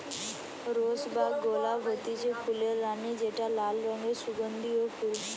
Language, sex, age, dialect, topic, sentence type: Bengali, female, 18-24, Western, agriculture, statement